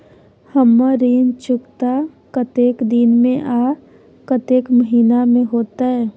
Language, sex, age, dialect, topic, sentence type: Maithili, female, 31-35, Bajjika, banking, question